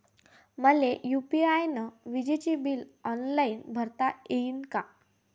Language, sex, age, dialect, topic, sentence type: Marathi, female, 18-24, Varhadi, banking, question